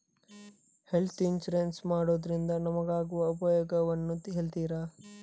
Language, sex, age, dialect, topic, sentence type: Kannada, male, 31-35, Coastal/Dakshin, banking, question